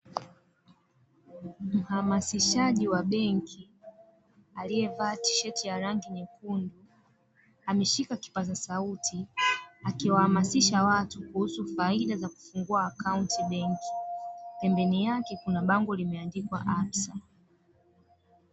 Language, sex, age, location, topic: Swahili, female, 25-35, Dar es Salaam, finance